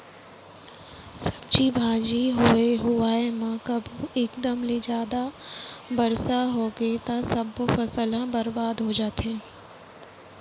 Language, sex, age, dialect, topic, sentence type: Chhattisgarhi, female, 36-40, Central, agriculture, statement